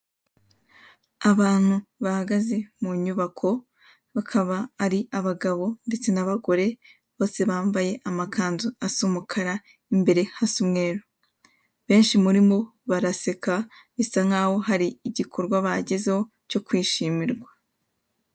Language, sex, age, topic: Kinyarwanda, female, 18-24, government